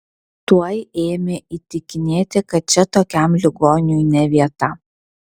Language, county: Lithuanian, Vilnius